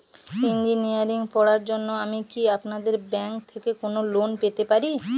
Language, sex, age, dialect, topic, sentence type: Bengali, female, 31-35, Northern/Varendri, banking, question